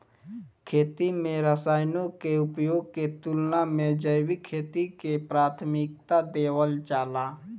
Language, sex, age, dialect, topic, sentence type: Bhojpuri, male, 18-24, Southern / Standard, agriculture, statement